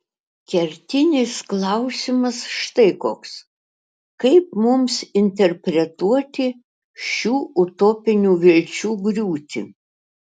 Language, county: Lithuanian, Utena